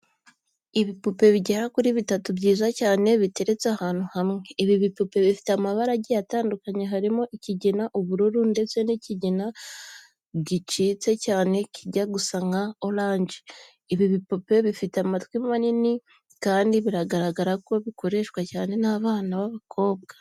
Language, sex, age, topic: Kinyarwanda, female, 18-24, education